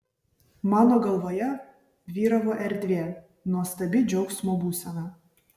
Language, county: Lithuanian, Vilnius